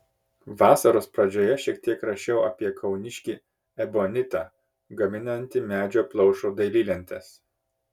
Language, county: Lithuanian, Kaunas